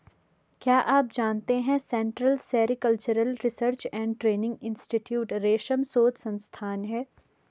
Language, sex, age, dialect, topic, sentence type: Hindi, female, 25-30, Garhwali, agriculture, statement